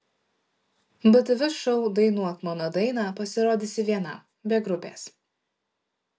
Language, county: Lithuanian, Šiauliai